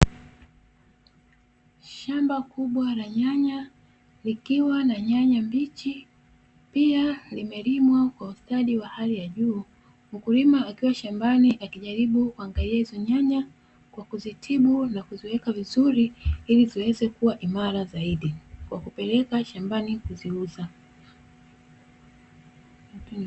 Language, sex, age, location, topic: Swahili, female, 36-49, Dar es Salaam, agriculture